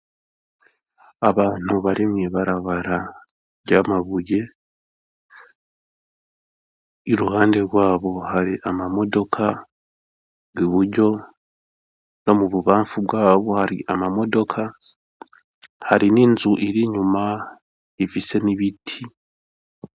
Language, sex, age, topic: Rundi, male, 18-24, education